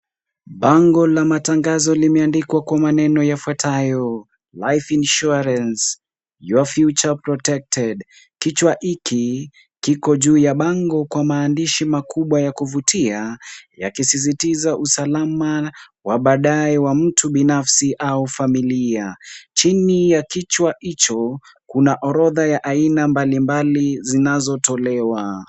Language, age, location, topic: Swahili, 18-24, Kisumu, finance